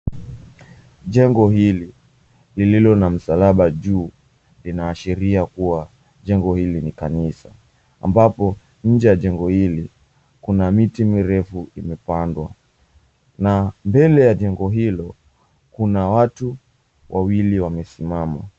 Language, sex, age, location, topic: Swahili, male, 18-24, Mombasa, government